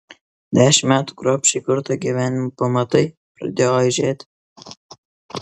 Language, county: Lithuanian, Kaunas